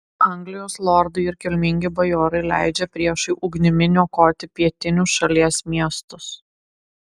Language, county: Lithuanian, Klaipėda